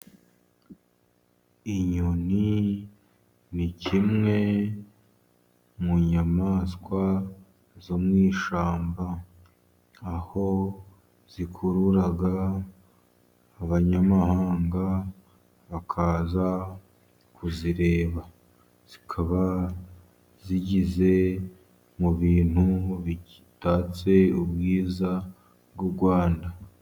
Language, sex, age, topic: Kinyarwanda, male, 50+, agriculture